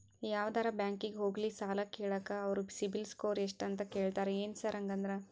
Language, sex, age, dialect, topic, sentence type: Kannada, female, 25-30, Dharwad Kannada, banking, question